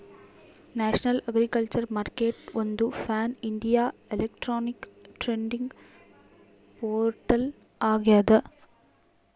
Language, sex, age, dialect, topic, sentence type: Kannada, female, 18-24, Central, agriculture, statement